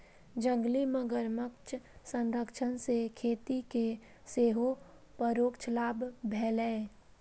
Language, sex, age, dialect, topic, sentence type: Maithili, female, 25-30, Eastern / Thethi, agriculture, statement